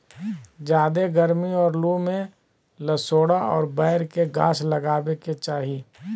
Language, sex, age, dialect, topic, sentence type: Magahi, male, 31-35, Southern, agriculture, statement